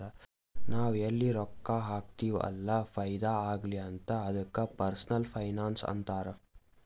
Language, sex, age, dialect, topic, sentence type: Kannada, male, 18-24, Northeastern, banking, statement